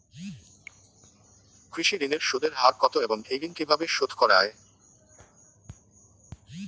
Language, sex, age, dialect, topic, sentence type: Bengali, male, 18-24, Rajbangshi, agriculture, question